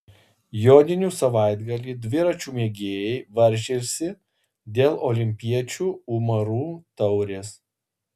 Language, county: Lithuanian, Kaunas